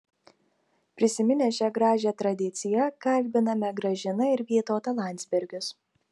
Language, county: Lithuanian, Telšiai